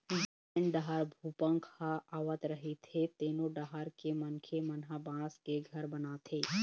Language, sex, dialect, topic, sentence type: Chhattisgarhi, female, Eastern, agriculture, statement